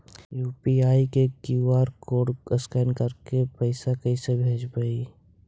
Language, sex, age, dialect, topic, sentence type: Magahi, male, 60-100, Central/Standard, banking, question